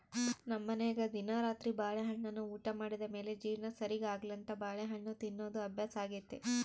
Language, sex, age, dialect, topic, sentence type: Kannada, female, 31-35, Central, agriculture, statement